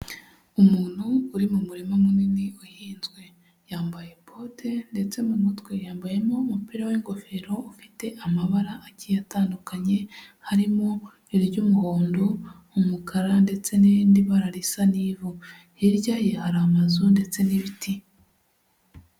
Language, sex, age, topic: Kinyarwanda, male, 25-35, agriculture